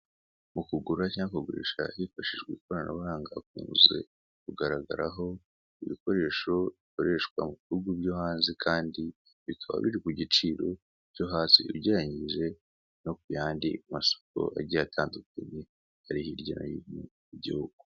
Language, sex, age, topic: Kinyarwanda, male, 18-24, finance